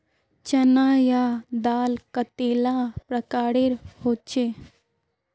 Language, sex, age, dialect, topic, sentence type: Magahi, female, 36-40, Northeastern/Surjapuri, agriculture, question